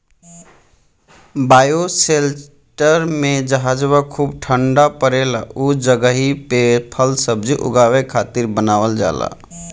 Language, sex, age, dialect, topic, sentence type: Bhojpuri, male, 18-24, Northern, agriculture, statement